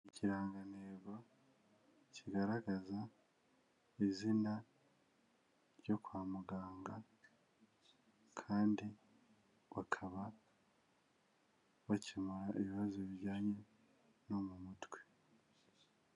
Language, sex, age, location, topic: Kinyarwanda, male, 25-35, Kigali, health